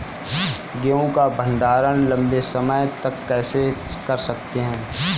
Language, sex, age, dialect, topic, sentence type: Hindi, male, 25-30, Kanauji Braj Bhasha, agriculture, question